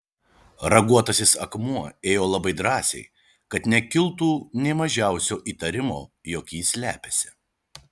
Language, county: Lithuanian, Šiauliai